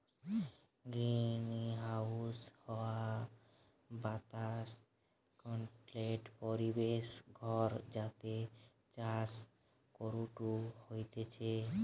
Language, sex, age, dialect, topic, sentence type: Bengali, male, 18-24, Western, agriculture, statement